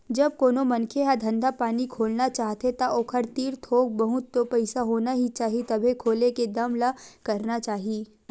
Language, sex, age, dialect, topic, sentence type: Chhattisgarhi, female, 18-24, Western/Budati/Khatahi, banking, statement